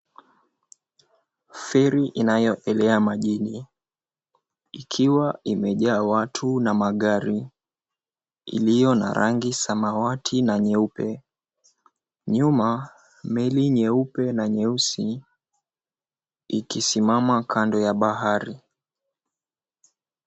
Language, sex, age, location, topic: Swahili, male, 18-24, Mombasa, government